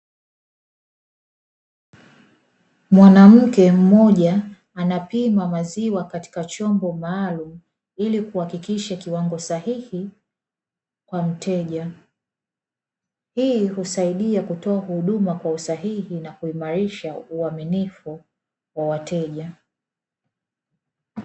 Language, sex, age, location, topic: Swahili, female, 25-35, Dar es Salaam, finance